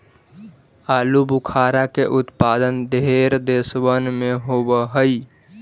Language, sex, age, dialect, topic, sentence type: Magahi, male, 18-24, Central/Standard, agriculture, statement